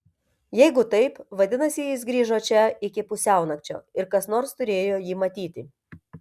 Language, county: Lithuanian, Telšiai